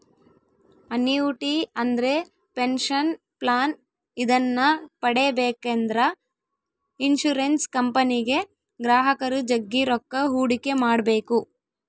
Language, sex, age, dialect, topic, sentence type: Kannada, female, 18-24, Central, banking, statement